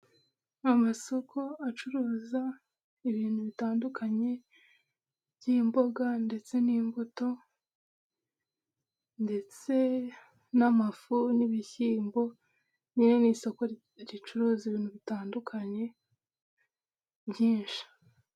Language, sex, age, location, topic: Kinyarwanda, female, 25-35, Huye, finance